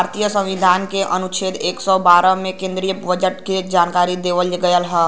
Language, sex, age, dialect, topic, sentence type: Bhojpuri, male, <18, Western, banking, statement